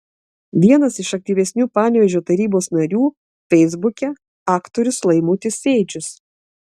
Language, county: Lithuanian, Klaipėda